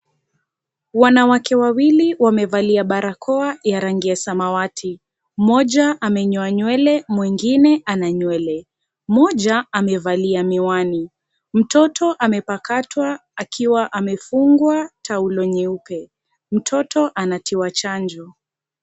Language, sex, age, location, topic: Swahili, female, 25-35, Kisii, health